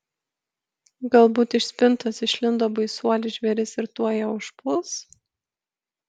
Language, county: Lithuanian, Kaunas